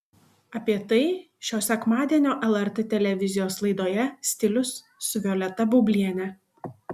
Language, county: Lithuanian, Šiauliai